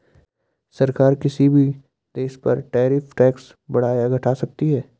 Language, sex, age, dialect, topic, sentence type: Hindi, male, 18-24, Garhwali, banking, statement